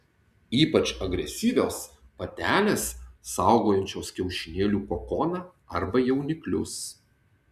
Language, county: Lithuanian, Tauragė